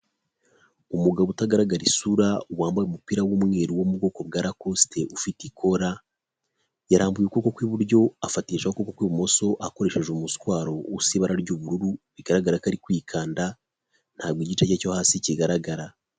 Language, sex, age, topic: Kinyarwanda, male, 25-35, health